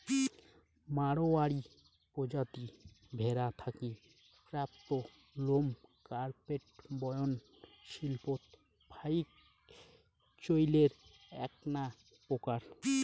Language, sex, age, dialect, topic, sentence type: Bengali, male, 18-24, Rajbangshi, agriculture, statement